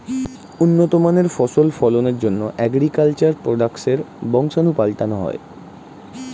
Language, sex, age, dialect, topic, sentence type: Bengali, male, 18-24, Standard Colloquial, agriculture, statement